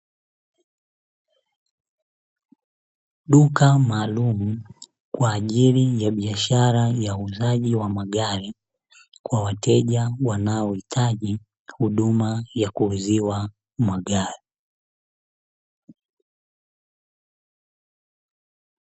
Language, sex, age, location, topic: Swahili, male, 25-35, Dar es Salaam, finance